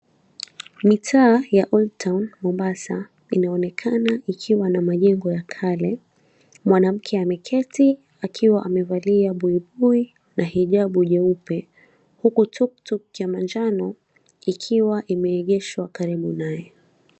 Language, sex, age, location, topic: Swahili, female, 25-35, Mombasa, government